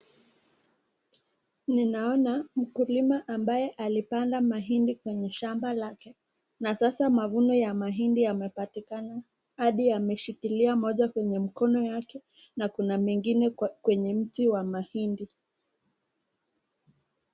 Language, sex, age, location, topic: Swahili, female, 18-24, Nakuru, agriculture